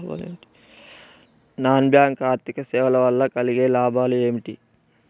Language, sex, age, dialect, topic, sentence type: Telugu, male, 18-24, Telangana, banking, question